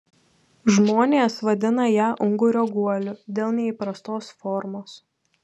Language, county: Lithuanian, Telšiai